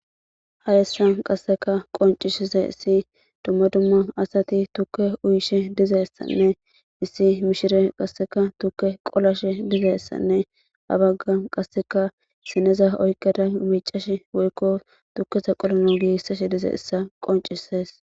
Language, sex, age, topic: Gamo, female, 18-24, government